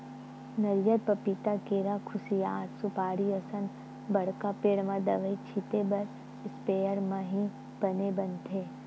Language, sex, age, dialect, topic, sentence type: Chhattisgarhi, female, 60-100, Western/Budati/Khatahi, agriculture, statement